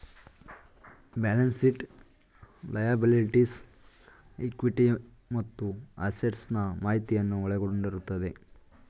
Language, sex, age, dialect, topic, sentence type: Kannada, male, 18-24, Mysore Kannada, banking, statement